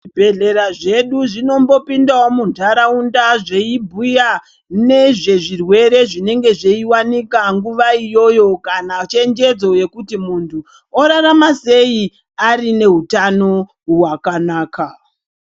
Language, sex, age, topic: Ndau, female, 36-49, health